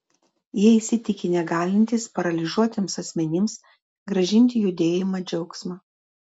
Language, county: Lithuanian, Telšiai